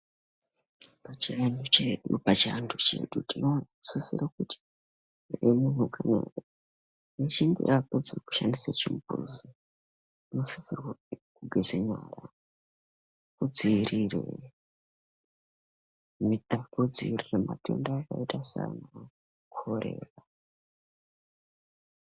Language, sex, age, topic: Ndau, male, 18-24, health